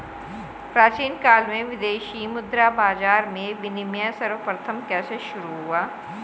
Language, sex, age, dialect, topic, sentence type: Hindi, female, 41-45, Hindustani Malvi Khadi Boli, banking, statement